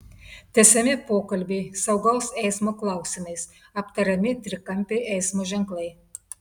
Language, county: Lithuanian, Telšiai